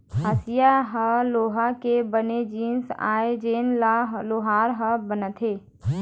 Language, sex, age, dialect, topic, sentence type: Chhattisgarhi, female, 18-24, Eastern, agriculture, statement